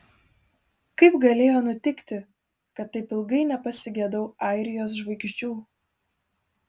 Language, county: Lithuanian, Vilnius